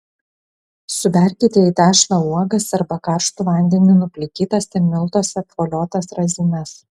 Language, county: Lithuanian, Kaunas